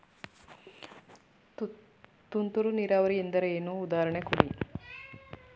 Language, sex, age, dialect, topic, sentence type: Kannada, female, 25-30, Mysore Kannada, agriculture, question